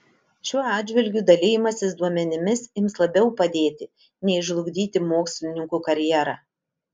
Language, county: Lithuanian, Utena